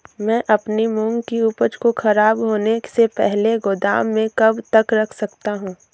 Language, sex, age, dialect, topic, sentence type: Hindi, female, 18-24, Awadhi Bundeli, agriculture, question